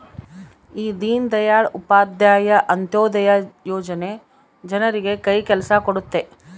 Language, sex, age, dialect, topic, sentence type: Kannada, female, 25-30, Central, banking, statement